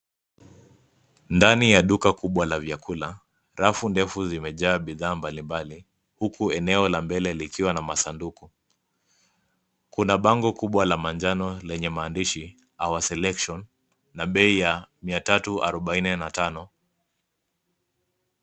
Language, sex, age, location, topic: Swahili, male, 25-35, Nairobi, finance